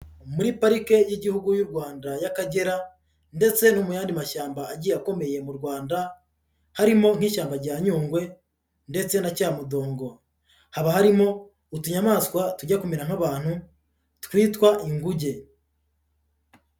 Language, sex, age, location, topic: Kinyarwanda, male, 36-49, Huye, agriculture